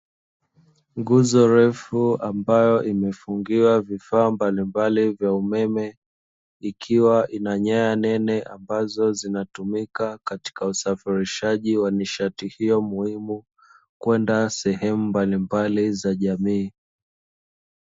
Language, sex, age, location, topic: Swahili, male, 25-35, Dar es Salaam, government